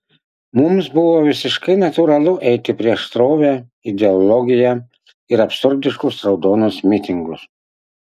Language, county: Lithuanian, Utena